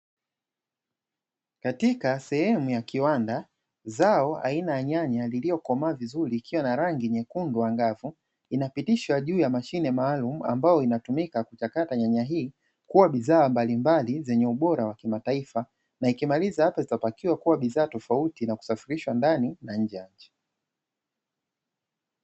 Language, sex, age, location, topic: Swahili, male, 25-35, Dar es Salaam, agriculture